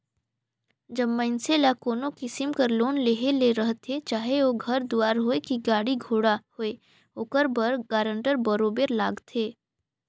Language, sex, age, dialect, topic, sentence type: Chhattisgarhi, female, 18-24, Northern/Bhandar, banking, statement